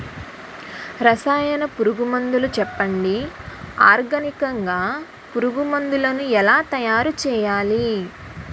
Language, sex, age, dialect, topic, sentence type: Telugu, female, 18-24, Utterandhra, agriculture, question